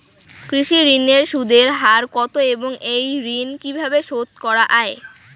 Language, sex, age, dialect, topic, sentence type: Bengali, female, 18-24, Rajbangshi, agriculture, question